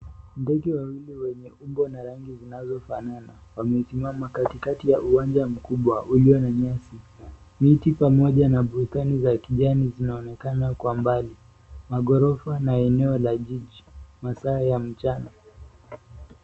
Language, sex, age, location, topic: Swahili, male, 18-24, Nairobi, government